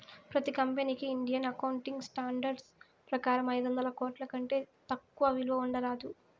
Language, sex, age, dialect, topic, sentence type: Telugu, female, 18-24, Southern, banking, statement